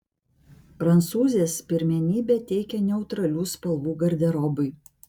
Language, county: Lithuanian, Vilnius